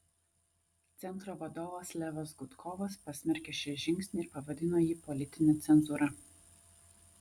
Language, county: Lithuanian, Vilnius